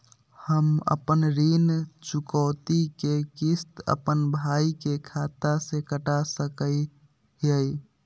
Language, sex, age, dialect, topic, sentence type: Magahi, male, 18-24, Southern, banking, question